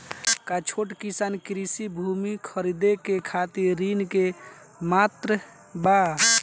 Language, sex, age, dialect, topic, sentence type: Bhojpuri, male, 18-24, Southern / Standard, agriculture, statement